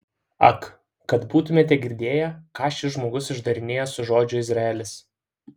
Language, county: Lithuanian, Šiauliai